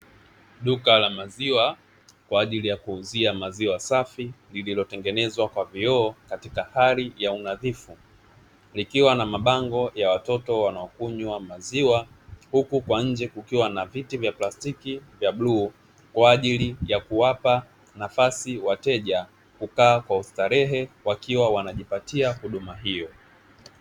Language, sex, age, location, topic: Swahili, male, 18-24, Dar es Salaam, finance